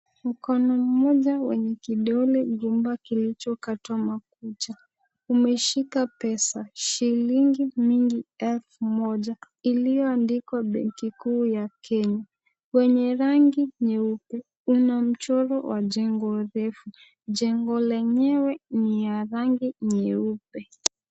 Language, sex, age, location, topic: Swahili, female, 18-24, Kisumu, finance